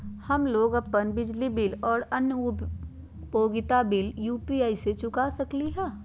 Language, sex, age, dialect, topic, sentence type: Magahi, female, 25-30, Western, banking, statement